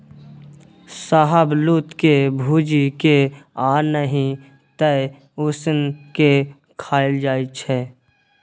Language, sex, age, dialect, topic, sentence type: Maithili, male, 18-24, Bajjika, agriculture, statement